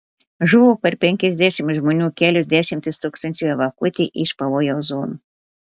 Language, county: Lithuanian, Telšiai